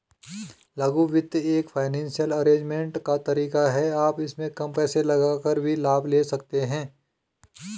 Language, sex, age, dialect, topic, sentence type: Hindi, male, 36-40, Garhwali, banking, statement